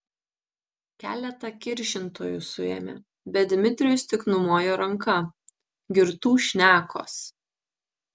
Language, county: Lithuanian, Tauragė